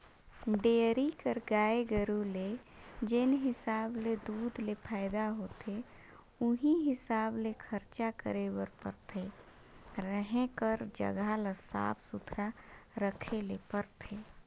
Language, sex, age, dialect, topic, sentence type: Chhattisgarhi, female, 31-35, Northern/Bhandar, agriculture, statement